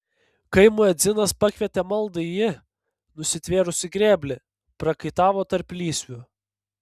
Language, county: Lithuanian, Panevėžys